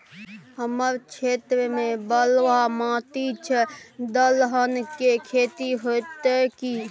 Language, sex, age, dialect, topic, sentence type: Maithili, male, 18-24, Bajjika, agriculture, question